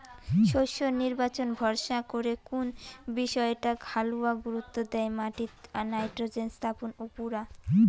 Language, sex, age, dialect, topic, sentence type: Bengali, female, 18-24, Rajbangshi, agriculture, statement